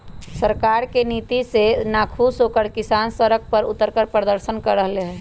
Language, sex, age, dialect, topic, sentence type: Magahi, male, 18-24, Western, agriculture, statement